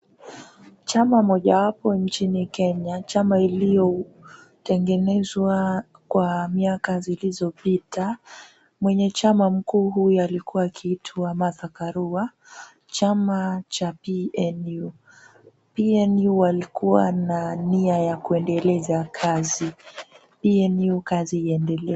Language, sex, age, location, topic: Swahili, female, 18-24, Kisumu, government